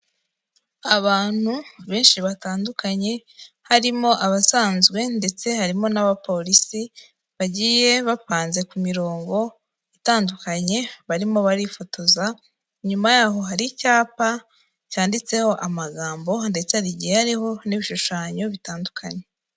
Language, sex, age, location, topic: Kinyarwanda, female, 18-24, Kigali, health